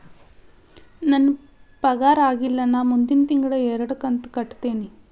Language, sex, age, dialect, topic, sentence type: Kannada, female, 31-35, Dharwad Kannada, banking, question